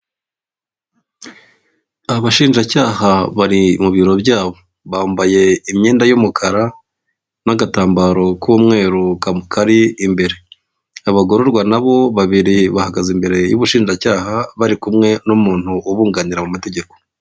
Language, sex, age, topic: Kinyarwanda, male, 36-49, government